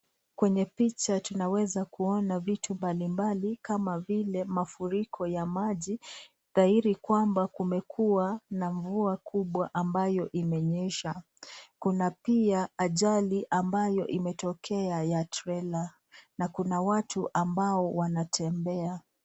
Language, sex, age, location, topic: Swahili, female, 25-35, Nakuru, health